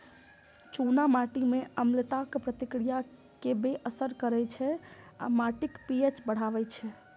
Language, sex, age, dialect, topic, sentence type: Maithili, female, 25-30, Eastern / Thethi, agriculture, statement